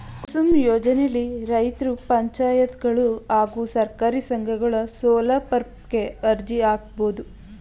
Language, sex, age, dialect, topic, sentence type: Kannada, female, 18-24, Mysore Kannada, agriculture, statement